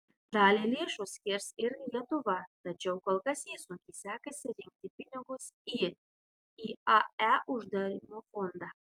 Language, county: Lithuanian, Vilnius